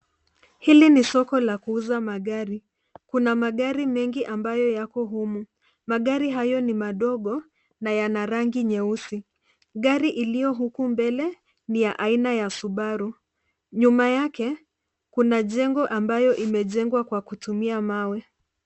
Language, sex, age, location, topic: Swahili, female, 25-35, Nairobi, finance